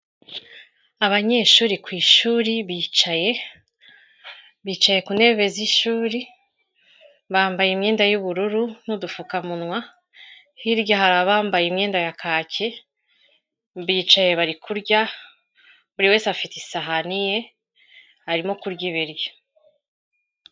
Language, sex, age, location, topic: Kinyarwanda, female, 36-49, Kigali, health